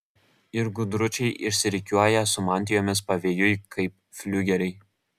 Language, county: Lithuanian, Kaunas